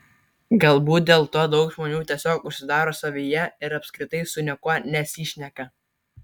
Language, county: Lithuanian, Kaunas